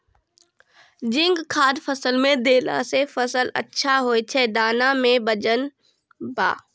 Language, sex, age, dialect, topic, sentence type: Maithili, female, 36-40, Angika, agriculture, question